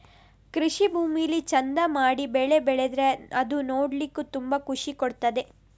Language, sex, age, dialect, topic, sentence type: Kannada, female, 18-24, Coastal/Dakshin, agriculture, statement